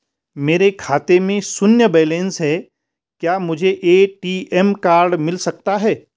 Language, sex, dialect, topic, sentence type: Hindi, male, Garhwali, banking, question